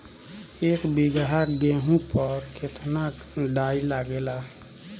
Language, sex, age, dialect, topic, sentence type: Bhojpuri, male, 18-24, Northern, agriculture, question